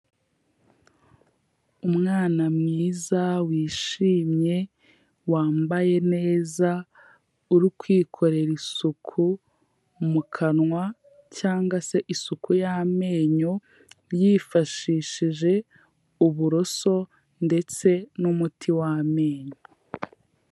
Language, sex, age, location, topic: Kinyarwanda, female, 18-24, Kigali, health